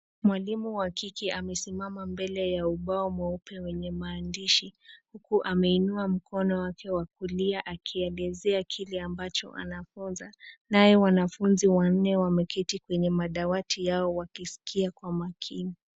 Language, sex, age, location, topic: Swahili, female, 25-35, Nairobi, education